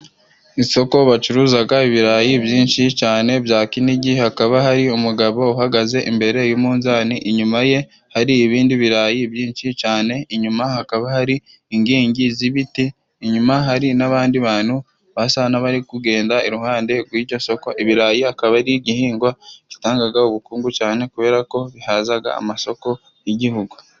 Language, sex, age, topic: Kinyarwanda, male, 25-35, finance